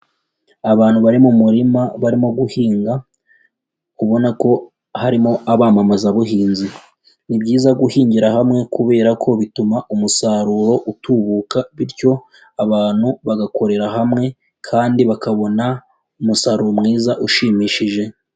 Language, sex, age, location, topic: Kinyarwanda, male, 18-24, Huye, agriculture